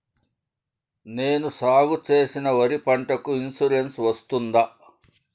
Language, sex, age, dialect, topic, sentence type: Telugu, male, 56-60, Southern, agriculture, question